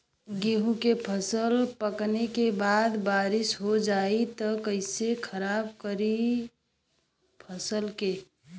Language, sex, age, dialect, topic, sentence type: Bhojpuri, female, 18-24, Western, agriculture, question